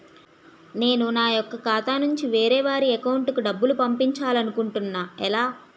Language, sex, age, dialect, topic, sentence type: Telugu, female, 18-24, Utterandhra, banking, question